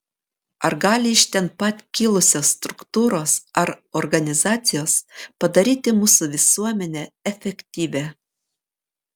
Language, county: Lithuanian, Panevėžys